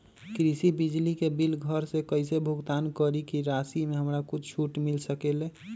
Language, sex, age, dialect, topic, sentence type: Magahi, male, 25-30, Western, banking, question